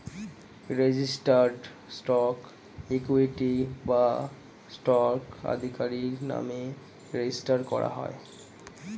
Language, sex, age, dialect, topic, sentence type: Bengali, male, 18-24, Standard Colloquial, banking, statement